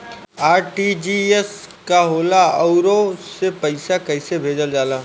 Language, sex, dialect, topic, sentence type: Bhojpuri, male, Southern / Standard, banking, question